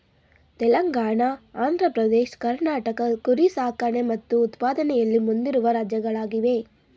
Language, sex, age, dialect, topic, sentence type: Kannada, female, 18-24, Mysore Kannada, agriculture, statement